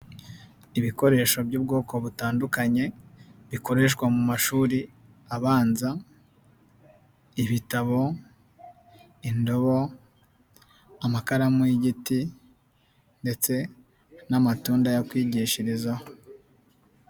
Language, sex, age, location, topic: Kinyarwanda, male, 18-24, Nyagatare, education